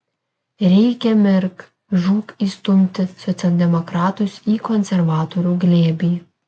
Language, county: Lithuanian, Kaunas